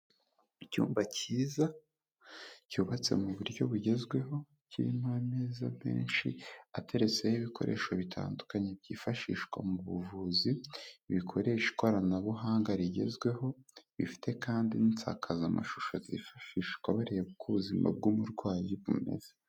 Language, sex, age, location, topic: Kinyarwanda, male, 18-24, Kigali, health